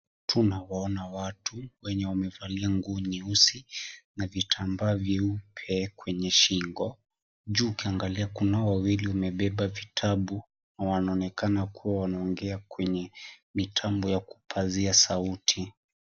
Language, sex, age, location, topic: Swahili, male, 18-24, Kisii, government